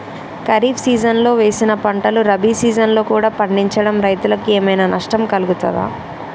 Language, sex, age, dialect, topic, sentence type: Telugu, male, 18-24, Telangana, agriculture, question